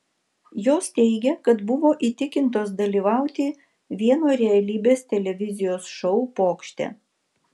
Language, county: Lithuanian, Vilnius